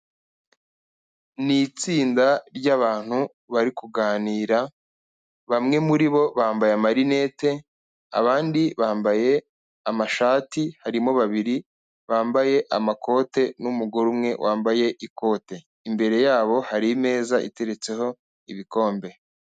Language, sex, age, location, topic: Kinyarwanda, male, 25-35, Kigali, health